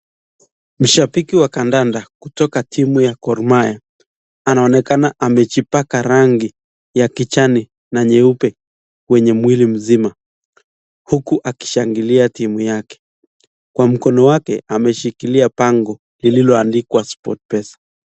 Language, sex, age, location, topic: Swahili, male, 25-35, Nakuru, government